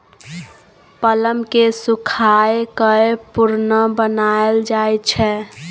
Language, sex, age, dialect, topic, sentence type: Maithili, female, 18-24, Bajjika, agriculture, statement